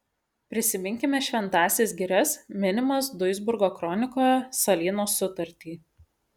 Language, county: Lithuanian, Šiauliai